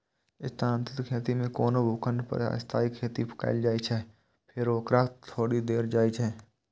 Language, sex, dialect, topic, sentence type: Maithili, male, Eastern / Thethi, agriculture, statement